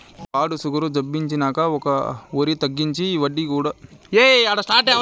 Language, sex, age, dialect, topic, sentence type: Telugu, male, 18-24, Southern, agriculture, statement